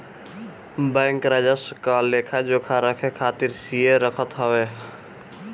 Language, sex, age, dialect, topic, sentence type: Bhojpuri, male, 18-24, Northern, banking, statement